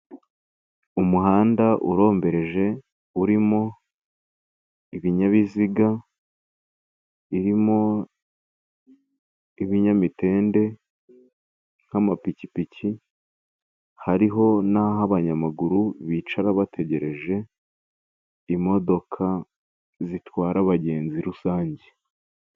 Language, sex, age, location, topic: Kinyarwanda, male, 18-24, Kigali, government